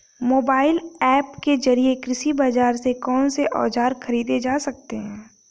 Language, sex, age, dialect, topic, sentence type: Hindi, female, 18-24, Awadhi Bundeli, agriculture, question